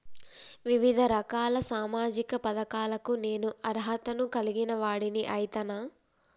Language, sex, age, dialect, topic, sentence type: Telugu, female, 18-24, Telangana, banking, question